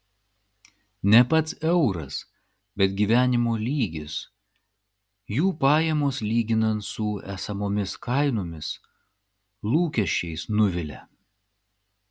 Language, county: Lithuanian, Klaipėda